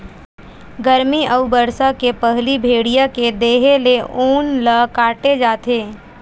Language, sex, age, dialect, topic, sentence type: Chhattisgarhi, female, 18-24, Western/Budati/Khatahi, agriculture, statement